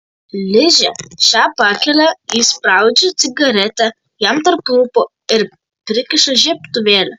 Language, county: Lithuanian, Kaunas